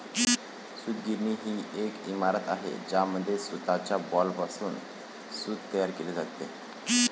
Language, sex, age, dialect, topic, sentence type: Marathi, male, 25-30, Varhadi, agriculture, statement